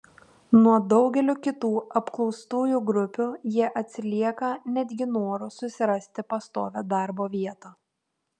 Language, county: Lithuanian, Tauragė